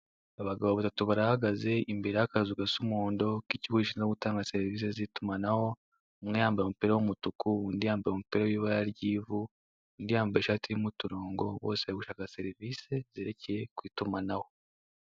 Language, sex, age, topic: Kinyarwanda, male, 18-24, finance